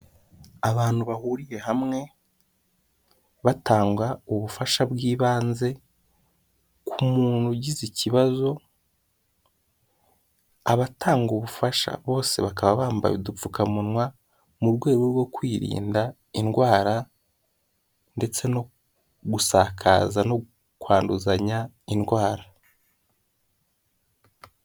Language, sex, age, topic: Kinyarwanda, male, 18-24, health